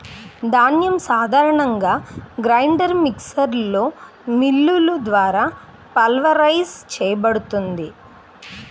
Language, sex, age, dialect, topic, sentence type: Telugu, female, 31-35, Central/Coastal, agriculture, statement